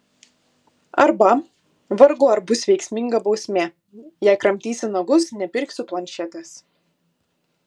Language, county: Lithuanian, Kaunas